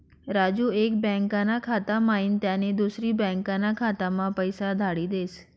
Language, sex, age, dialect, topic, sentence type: Marathi, female, 25-30, Northern Konkan, banking, statement